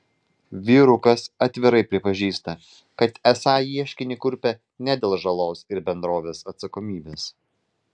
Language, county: Lithuanian, Vilnius